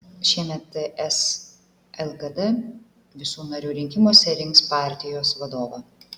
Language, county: Lithuanian, Klaipėda